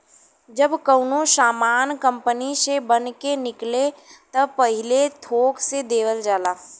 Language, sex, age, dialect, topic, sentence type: Bhojpuri, female, 18-24, Western, banking, statement